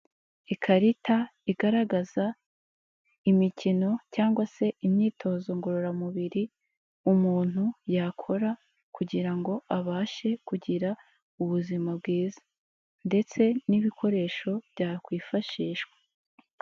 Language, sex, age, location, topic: Kinyarwanda, female, 25-35, Kigali, health